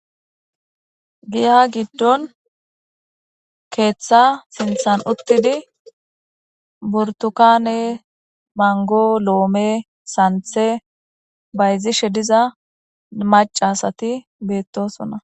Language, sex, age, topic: Gamo, female, 18-24, government